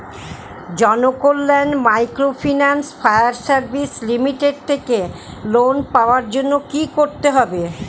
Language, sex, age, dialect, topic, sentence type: Bengali, female, 60-100, Standard Colloquial, banking, question